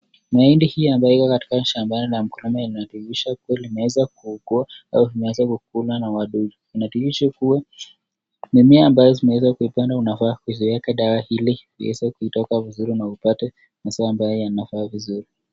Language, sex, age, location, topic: Swahili, male, 36-49, Nakuru, agriculture